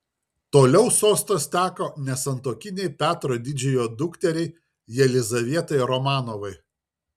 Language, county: Lithuanian, Šiauliai